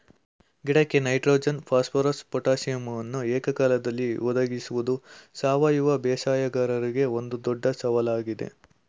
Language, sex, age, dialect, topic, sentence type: Kannada, male, 18-24, Mysore Kannada, agriculture, statement